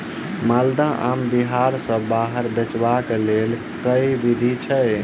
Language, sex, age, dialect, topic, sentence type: Maithili, male, 25-30, Southern/Standard, agriculture, question